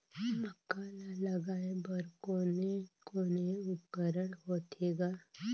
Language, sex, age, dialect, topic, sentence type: Chhattisgarhi, female, 25-30, Northern/Bhandar, agriculture, question